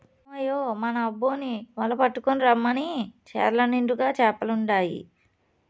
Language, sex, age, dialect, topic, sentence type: Telugu, female, 25-30, Southern, agriculture, statement